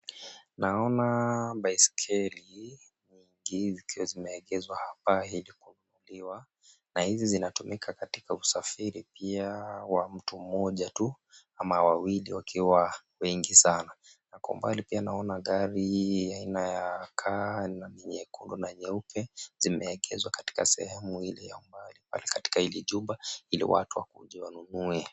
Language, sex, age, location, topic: Swahili, male, 25-35, Nairobi, finance